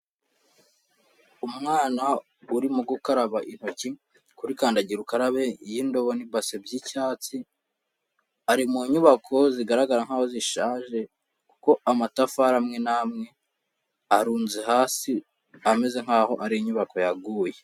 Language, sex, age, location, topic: Kinyarwanda, male, 25-35, Kigali, health